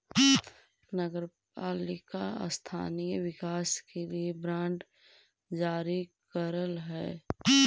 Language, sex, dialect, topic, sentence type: Magahi, female, Central/Standard, agriculture, statement